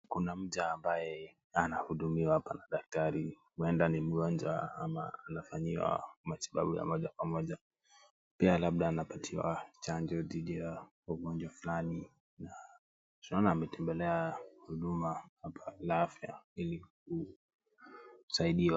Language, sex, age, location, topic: Swahili, male, 18-24, Kisumu, health